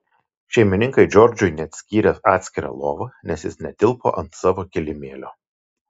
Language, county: Lithuanian, Šiauliai